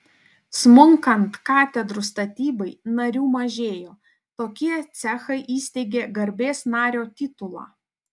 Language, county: Lithuanian, Panevėžys